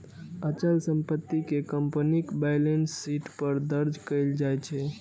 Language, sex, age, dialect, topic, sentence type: Maithili, male, 18-24, Eastern / Thethi, banking, statement